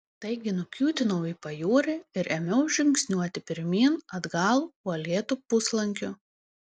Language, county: Lithuanian, Panevėžys